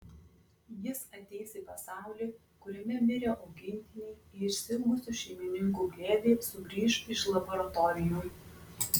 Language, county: Lithuanian, Klaipėda